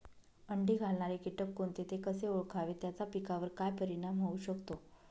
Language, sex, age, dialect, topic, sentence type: Marathi, female, 25-30, Northern Konkan, agriculture, question